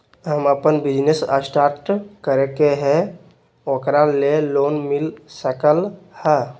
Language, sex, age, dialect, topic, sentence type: Magahi, male, 60-100, Western, banking, question